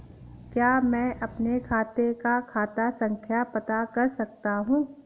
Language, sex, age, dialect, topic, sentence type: Hindi, female, 31-35, Awadhi Bundeli, banking, question